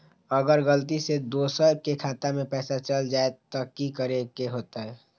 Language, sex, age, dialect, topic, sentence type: Magahi, male, 25-30, Western, banking, question